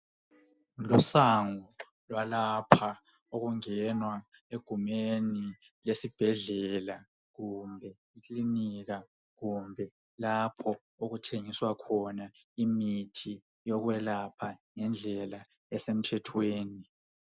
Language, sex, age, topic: North Ndebele, male, 25-35, health